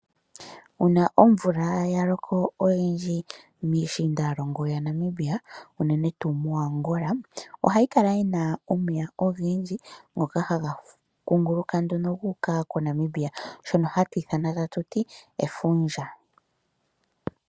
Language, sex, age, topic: Oshiwambo, female, 25-35, agriculture